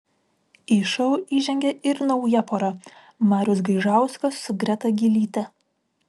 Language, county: Lithuanian, Vilnius